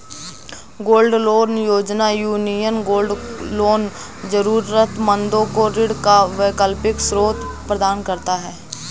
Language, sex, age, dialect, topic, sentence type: Hindi, female, 18-24, Awadhi Bundeli, banking, statement